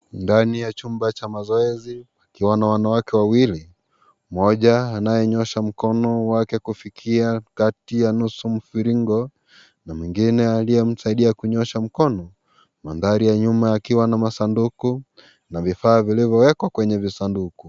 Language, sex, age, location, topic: Swahili, male, 18-24, Kisii, health